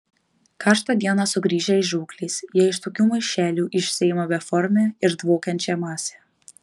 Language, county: Lithuanian, Marijampolė